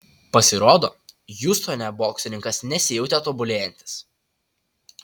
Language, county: Lithuanian, Utena